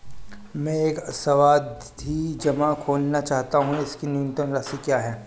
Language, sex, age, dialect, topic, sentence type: Hindi, male, 25-30, Marwari Dhudhari, banking, question